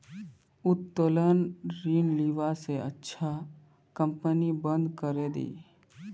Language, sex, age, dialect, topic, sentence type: Magahi, male, 25-30, Northeastern/Surjapuri, banking, statement